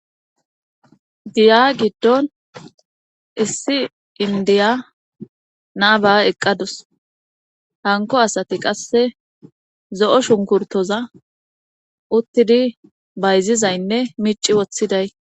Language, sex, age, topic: Gamo, female, 25-35, government